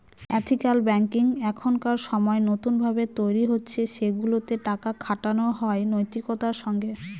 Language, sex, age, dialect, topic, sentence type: Bengali, female, 25-30, Northern/Varendri, banking, statement